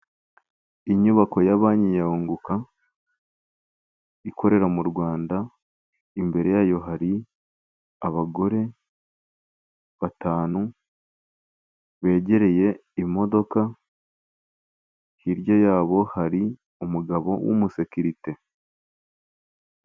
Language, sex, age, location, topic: Kinyarwanda, male, 18-24, Kigali, finance